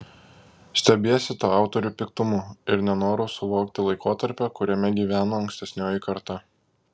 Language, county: Lithuanian, Klaipėda